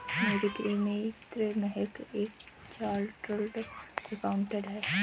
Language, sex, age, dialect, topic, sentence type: Hindi, female, 25-30, Marwari Dhudhari, banking, statement